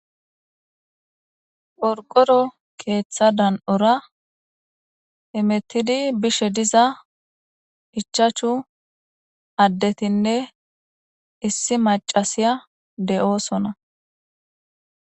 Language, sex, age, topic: Gamo, female, 18-24, government